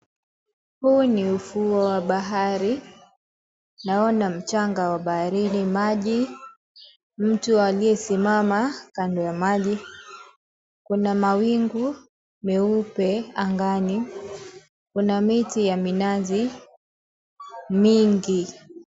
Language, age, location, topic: Swahili, 18-24, Mombasa, government